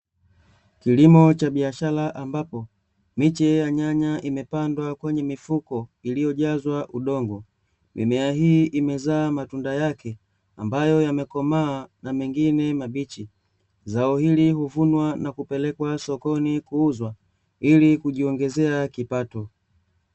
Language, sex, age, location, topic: Swahili, male, 25-35, Dar es Salaam, agriculture